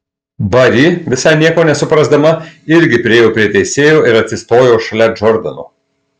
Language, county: Lithuanian, Marijampolė